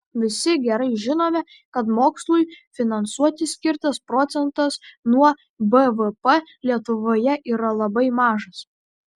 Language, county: Lithuanian, Kaunas